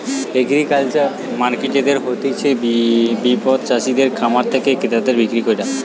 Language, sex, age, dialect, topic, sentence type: Bengali, male, 18-24, Western, agriculture, statement